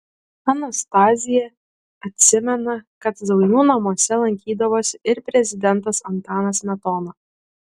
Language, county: Lithuanian, Klaipėda